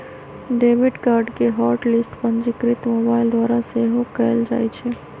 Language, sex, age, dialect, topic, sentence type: Magahi, female, 31-35, Western, banking, statement